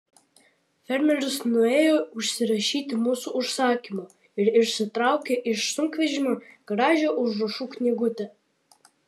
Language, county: Lithuanian, Vilnius